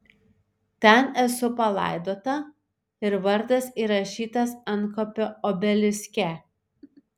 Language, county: Lithuanian, Šiauliai